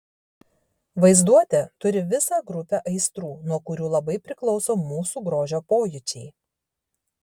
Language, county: Lithuanian, Šiauliai